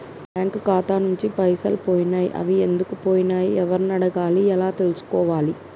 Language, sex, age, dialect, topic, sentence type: Telugu, female, 25-30, Telangana, banking, question